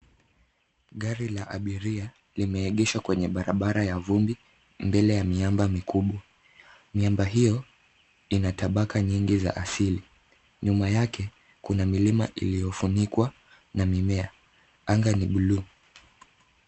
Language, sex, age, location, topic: Swahili, male, 50+, Nairobi, finance